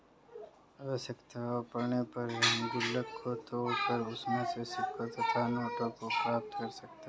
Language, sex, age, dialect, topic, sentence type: Hindi, female, 56-60, Marwari Dhudhari, banking, statement